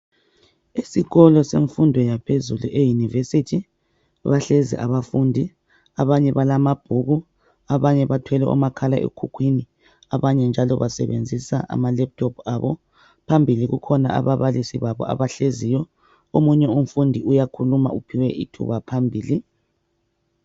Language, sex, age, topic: North Ndebele, male, 36-49, education